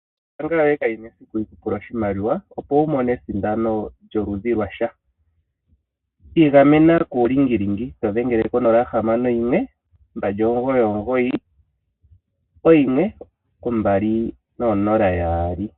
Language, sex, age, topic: Oshiwambo, male, 25-35, finance